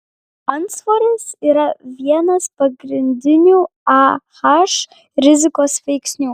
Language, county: Lithuanian, Kaunas